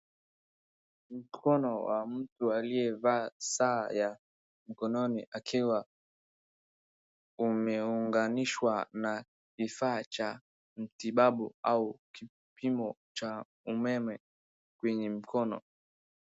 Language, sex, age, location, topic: Swahili, male, 36-49, Wajir, health